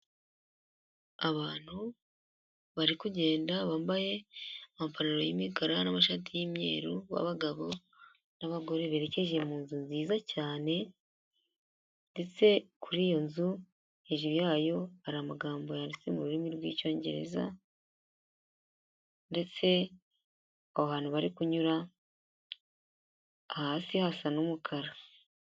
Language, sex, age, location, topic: Kinyarwanda, female, 18-24, Huye, health